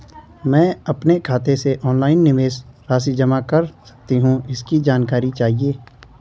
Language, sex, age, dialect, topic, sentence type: Hindi, male, 25-30, Garhwali, banking, question